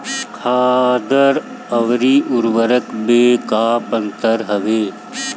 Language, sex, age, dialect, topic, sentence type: Bhojpuri, male, 31-35, Northern, agriculture, question